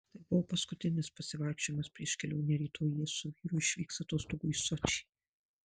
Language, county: Lithuanian, Marijampolė